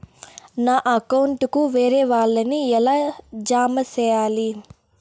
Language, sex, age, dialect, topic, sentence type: Telugu, female, 18-24, Southern, banking, question